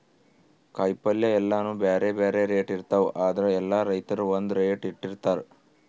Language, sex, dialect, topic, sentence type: Kannada, male, Northeastern, agriculture, statement